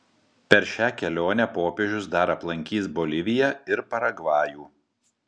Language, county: Lithuanian, Marijampolė